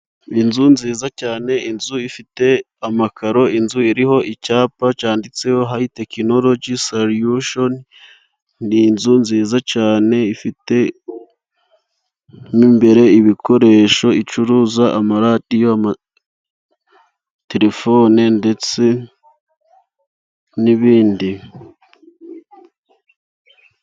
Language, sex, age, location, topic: Kinyarwanda, male, 25-35, Musanze, finance